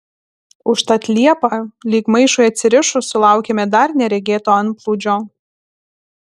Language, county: Lithuanian, Alytus